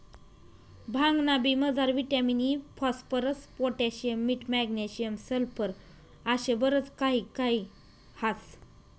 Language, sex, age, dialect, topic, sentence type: Marathi, female, 25-30, Northern Konkan, agriculture, statement